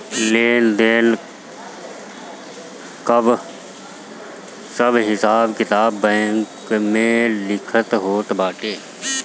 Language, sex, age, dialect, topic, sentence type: Bhojpuri, male, 31-35, Northern, banking, statement